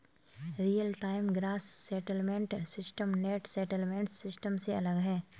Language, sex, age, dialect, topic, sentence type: Hindi, female, 18-24, Kanauji Braj Bhasha, banking, statement